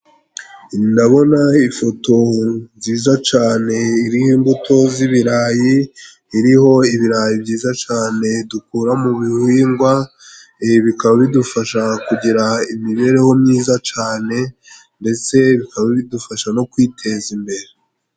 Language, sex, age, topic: Kinyarwanda, male, 25-35, agriculture